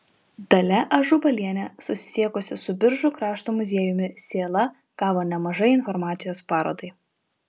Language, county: Lithuanian, Vilnius